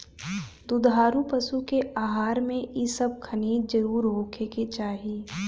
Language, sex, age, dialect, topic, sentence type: Bhojpuri, female, 18-24, Northern, agriculture, statement